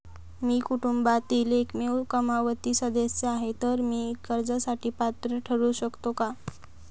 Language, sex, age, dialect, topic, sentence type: Marathi, female, 18-24, Northern Konkan, banking, question